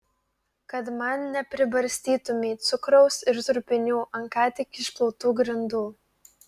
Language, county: Lithuanian, Klaipėda